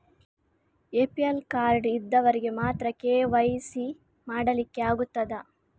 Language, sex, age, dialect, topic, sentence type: Kannada, female, 36-40, Coastal/Dakshin, banking, question